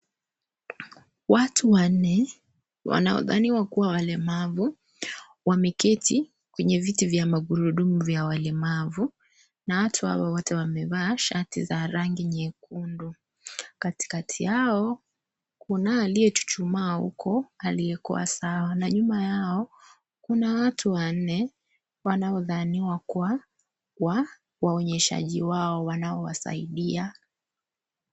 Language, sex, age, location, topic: Swahili, female, 25-35, Kisii, education